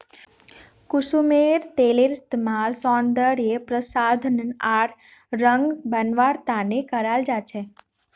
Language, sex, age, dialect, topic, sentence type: Magahi, female, 18-24, Northeastern/Surjapuri, agriculture, statement